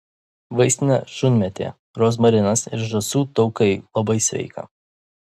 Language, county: Lithuanian, Vilnius